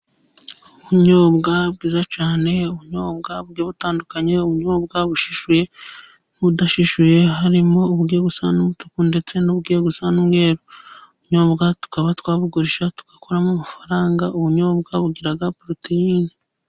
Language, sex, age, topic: Kinyarwanda, female, 25-35, agriculture